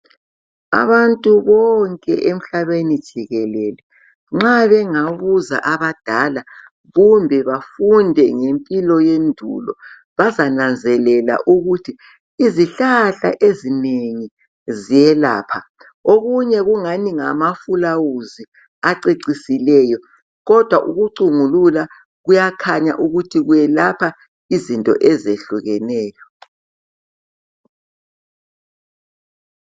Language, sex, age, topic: North Ndebele, female, 50+, health